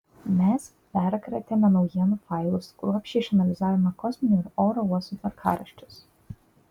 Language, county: Lithuanian, Kaunas